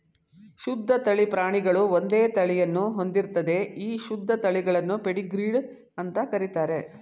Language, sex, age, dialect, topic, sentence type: Kannada, female, 51-55, Mysore Kannada, agriculture, statement